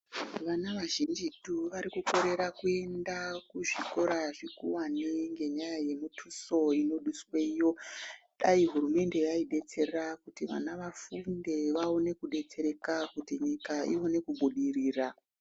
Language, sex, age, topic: Ndau, female, 36-49, education